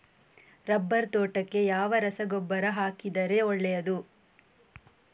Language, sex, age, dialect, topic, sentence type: Kannada, female, 18-24, Coastal/Dakshin, agriculture, question